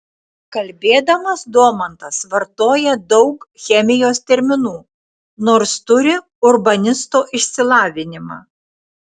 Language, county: Lithuanian, Tauragė